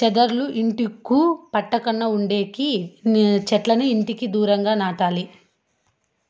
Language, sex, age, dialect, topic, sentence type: Telugu, female, 25-30, Southern, agriculture, statement